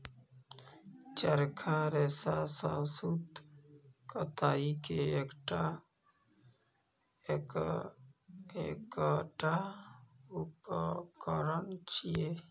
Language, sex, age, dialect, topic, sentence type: Maithili, male, 25-30, Eastern / Thethi, agriculture, statement